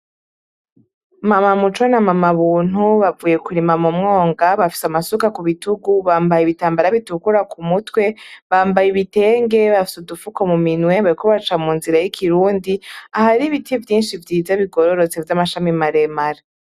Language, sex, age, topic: Rundi, female, 18-24, agriculture